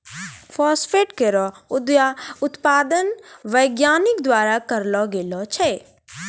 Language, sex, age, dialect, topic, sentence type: Maithili, female, 25-30, Angika, agriculture, statement